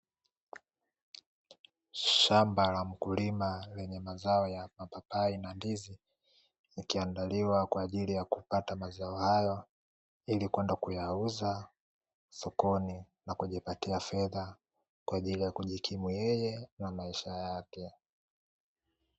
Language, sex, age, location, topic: Swahili, male, 18-24, Dar es Salaam, agriculture